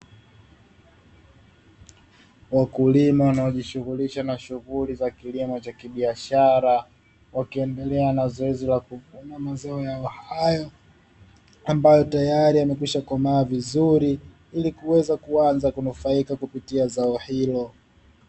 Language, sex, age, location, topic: Swahili, male, 25-35, Dar es Salaam, agriculture